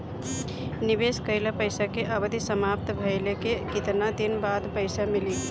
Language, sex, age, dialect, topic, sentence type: Bhojpuri, female, 25-30, Northern, banking, question